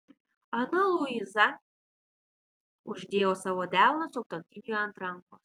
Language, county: Lithuanian, Vilnius